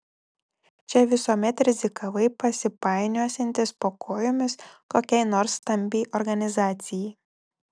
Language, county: Lithuanian, Telšiai